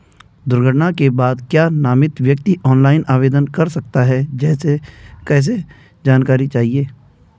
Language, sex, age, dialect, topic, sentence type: Hindi, male, 25-30, Garhwali, banking, question